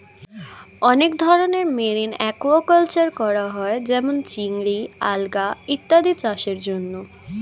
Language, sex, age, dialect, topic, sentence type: Bengali, female, 18-24, Standard Colloquial, agriculture, statement